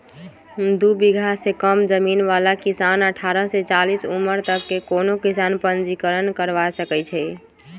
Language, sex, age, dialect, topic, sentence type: Magahi, female, 18-24, Western, agriculture, statement